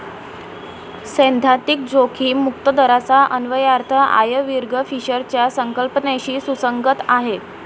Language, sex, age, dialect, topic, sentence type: Marathi, female, <18, Varhadi, banking, statement